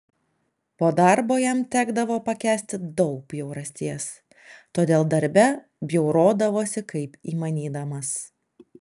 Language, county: Lithuanian, Alytus